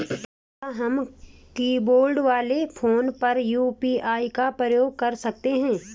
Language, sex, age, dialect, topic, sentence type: Hindi, female, 36-40, Garhwali, banking, question